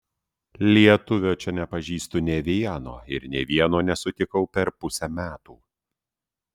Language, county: Lithuanian, Utena